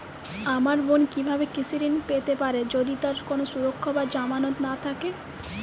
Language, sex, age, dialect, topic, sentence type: Bengali, female, 18-24, Jharkhandi, agriculture, statement